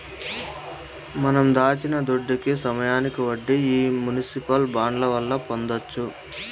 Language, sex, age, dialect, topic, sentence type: Telugu, male, 25-30, Southern, banking, statement